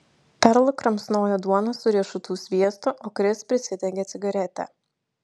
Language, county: Lithuanian, Šiauliai